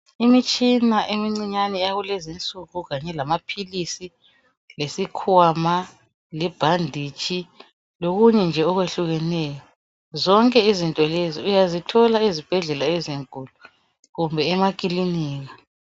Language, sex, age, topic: North Ndebele, male, 18-24, health